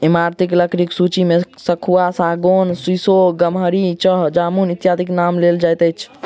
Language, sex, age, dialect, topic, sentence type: Maithili, male, 51-55, Southern/Standard, agriculture, statement